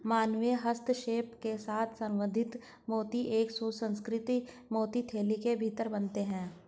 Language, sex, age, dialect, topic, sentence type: Hindi, female, 46-50, Hindustani Malvi Khadi Boli, agriculture, statement